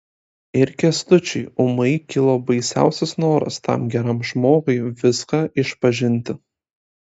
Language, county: Lithuanian, Kaunas